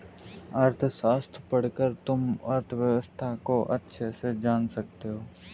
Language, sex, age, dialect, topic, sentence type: Hindi, male, 18-24, Kanauji Braj Bhasha, banking, statement